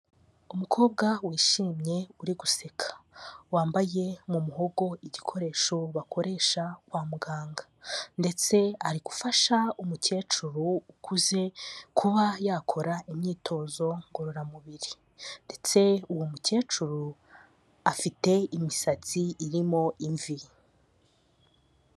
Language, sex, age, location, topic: Kinyarwanda, female, 25-35, Kigali, health